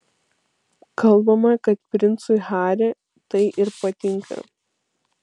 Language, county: Lithuanian, Vilnius